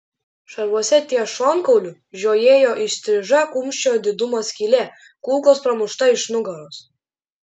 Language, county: Lithuanian, Klaipėda